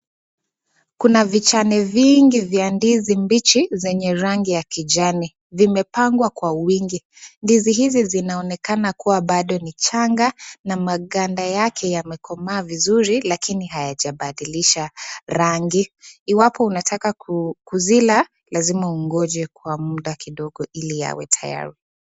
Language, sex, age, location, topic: Swahili, female, 18-24, Nakuru, agriculture